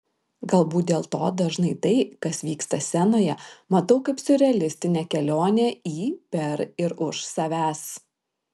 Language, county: Lithuanian, Vilnius